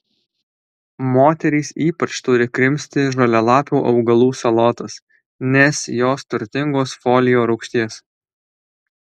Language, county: Lithuanian, Alytus